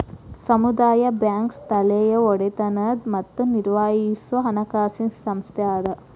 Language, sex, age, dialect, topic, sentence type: Kannada, female, 18-24, Dharwad Kannada, banking, statement